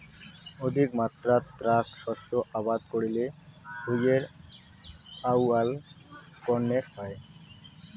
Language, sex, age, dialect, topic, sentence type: Bengali, male, 18-24, Rajbangshi, agriculture, statement